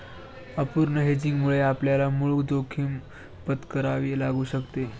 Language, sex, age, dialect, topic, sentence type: Marathi, male, 18-24, Standard Marathi, banking, statement